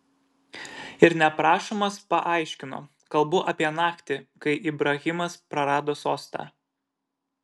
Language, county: Lithuanian, Šiauliai